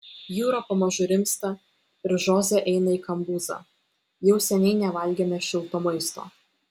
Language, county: Lithuanian, Vilnius